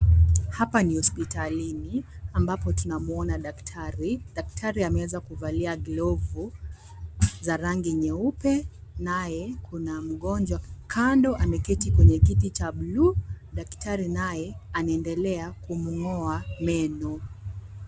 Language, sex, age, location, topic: Swahili, female, 18-24, Kisii, health